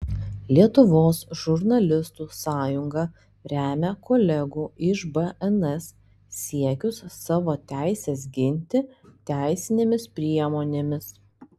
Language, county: Lithuanian, Panevėžys